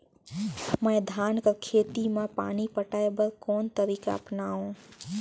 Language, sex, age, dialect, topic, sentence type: Chhattisgarhi, female, 18-24, Northern/Bhandar, agriculture, question